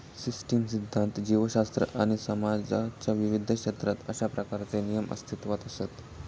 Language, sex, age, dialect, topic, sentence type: Marathi, male, 18-24, Southern Konkan, banking, statement